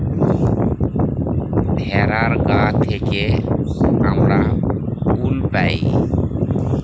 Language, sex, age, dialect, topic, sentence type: Bengali, male, 31-35, Northern/Varendri, agriculture, statement